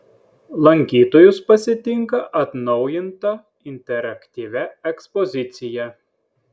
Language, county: Lithuanian, Klaipėda